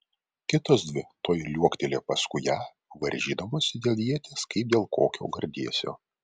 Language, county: Lithuanian, Vilnius